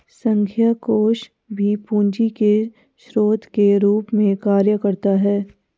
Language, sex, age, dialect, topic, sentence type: Hindi, female, 51-55, Garhwali, banking, statement